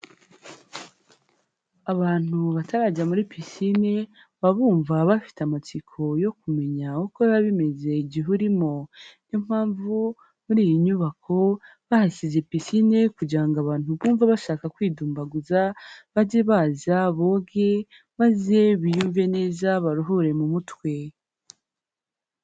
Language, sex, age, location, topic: Kinyarwanda, female, 18-24, Huye, finance